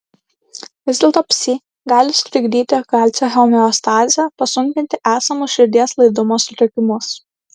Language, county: Lithuanian, Klaipėda